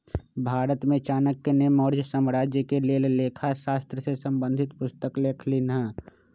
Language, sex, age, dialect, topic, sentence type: Magahi, male, 25-30, Western, banking, statement